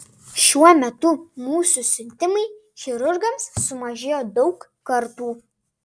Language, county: Lithuanian, Panevėžys